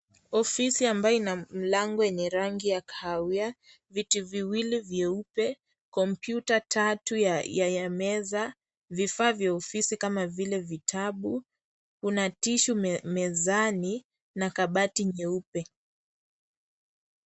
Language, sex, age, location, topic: Swahili, female, 18-24, Kisii, education